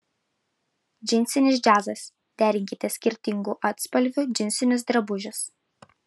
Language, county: Lithuanian, Vilnius